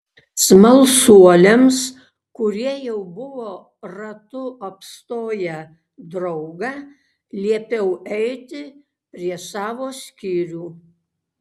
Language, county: Lithuanian, Kaunas